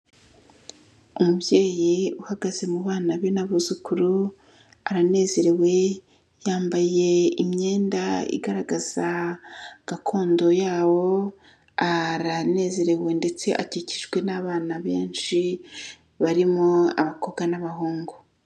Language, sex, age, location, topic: Kinyarwanda, female, 36-49, Kigali, health